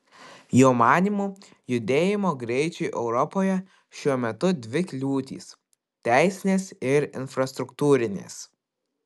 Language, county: Lithuanian, Kaunas